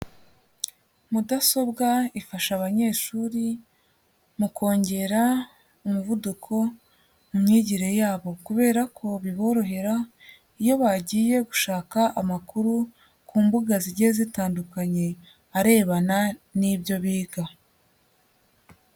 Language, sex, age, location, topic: Kinyarwanda, female, 36-49, Huye, education